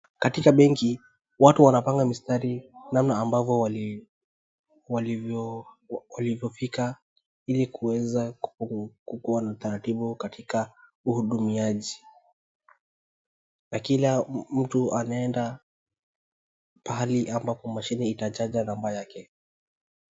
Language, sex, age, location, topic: Swahili, male, 25-35, Wajir, government